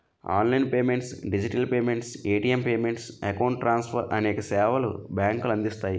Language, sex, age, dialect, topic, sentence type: Telugu, male, 25-30, Utterandhra, banking, statement